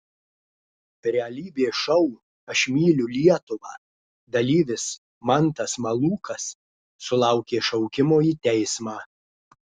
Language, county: Lithuanian, Klaipėda